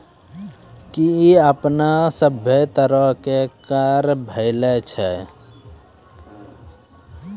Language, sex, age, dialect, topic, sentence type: Maithili, male, 18-24, Angika, banking, statement